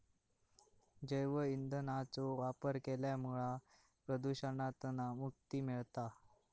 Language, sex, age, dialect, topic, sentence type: Marathi, male, 18-24, Southern Konkan, agriculture, statement